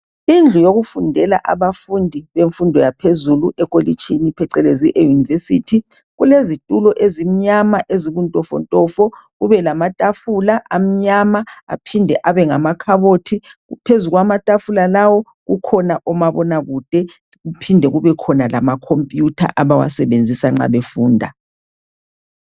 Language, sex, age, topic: North Ndebele, female, 25-35, education